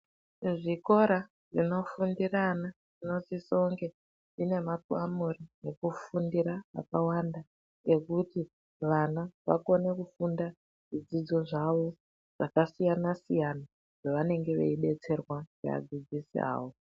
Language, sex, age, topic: Ndau, female, 36-49, education